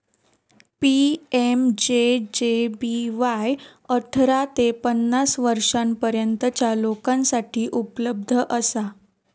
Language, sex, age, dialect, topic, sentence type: Marathi, female, 18-24, Southern Konkan, banking, statement